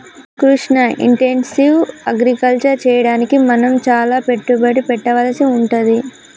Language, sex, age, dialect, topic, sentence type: Telugu, male, 18-24, Telangana, agriculture, statement